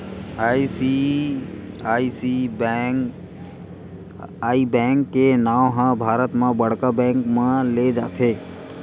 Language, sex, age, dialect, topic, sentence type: Chhattisgarhi, male, 18-24, Western/Budati/Khatahi, banking, statement